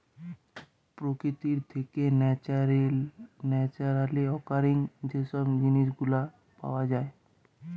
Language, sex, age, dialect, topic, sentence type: Bengali, male, 18-24, Western, agriculture, statement